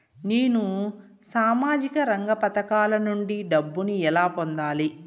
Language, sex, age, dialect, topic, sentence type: Telugu, female, 36-40, Southern, banking, question